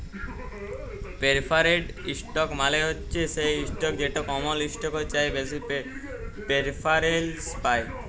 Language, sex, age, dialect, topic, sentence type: Bengali, female, 18-24, Jharkhandi, banking, statement